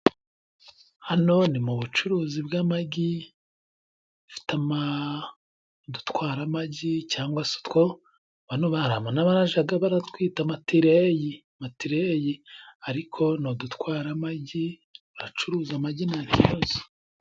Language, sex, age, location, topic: Kinyarwanda, male, 25-35, Musanze, agriculture